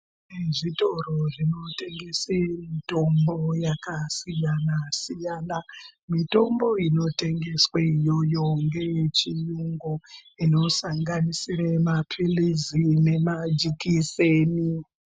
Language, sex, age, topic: Ndau, female, 25-35, health